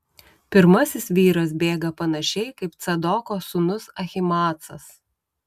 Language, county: Lithuanian, Utena